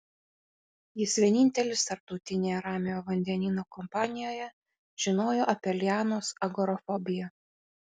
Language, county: Lithuanian, Kaunas